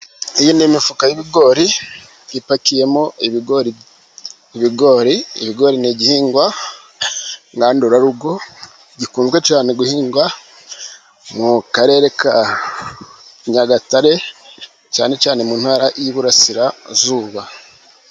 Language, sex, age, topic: Kinyarwanda, male, 36-49, agriculture